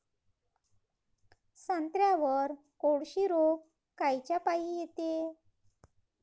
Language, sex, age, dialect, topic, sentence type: Marathi, female, 31-35, Varhadi, agriculture, question